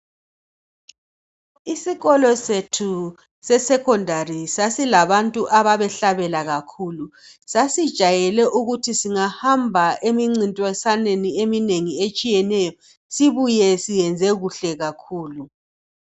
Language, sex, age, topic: North Ndebele, female, 36-49, education